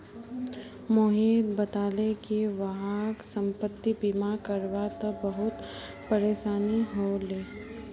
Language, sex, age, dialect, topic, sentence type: Magahi, female, 51-55, Northeastern/Surjapuri, banking, statement